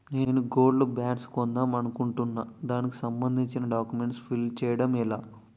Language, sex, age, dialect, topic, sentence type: Telugu, male, 18-24, Utterandhra, banking, question